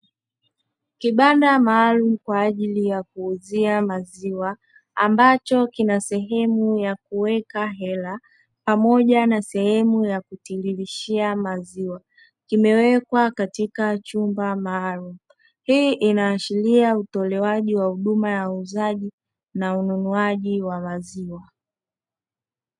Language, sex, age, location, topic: Swahili, male, 36-49, Dar es Salaam, finance